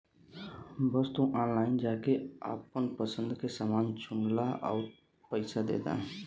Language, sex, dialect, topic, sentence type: Bhojpuri, male, Western, banking, statement